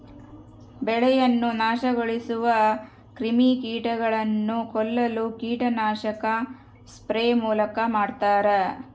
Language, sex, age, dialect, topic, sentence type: Kannada, female, 31-35, Central, agriculture, statement